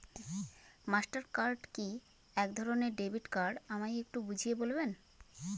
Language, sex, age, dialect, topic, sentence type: Bengali, male, 18-24, Northern/Varendri, banking, question